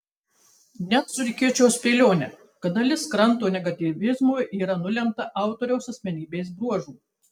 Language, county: Lithuanian, Tauragė